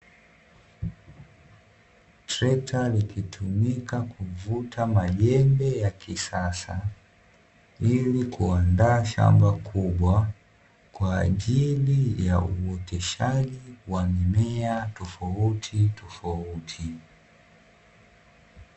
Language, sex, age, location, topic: Swahili, male, 18-24, Dar es Salaam, agriculture